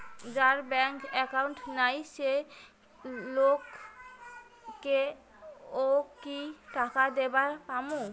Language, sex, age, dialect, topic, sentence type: Bengali, female, 25-30, Rajbangshi, banking, question